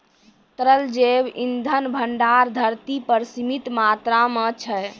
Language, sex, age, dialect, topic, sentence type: Maithili, female, 18-24, Angika, agriculture, statement